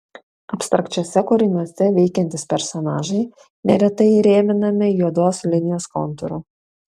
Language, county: Lithuanian, Šiauliai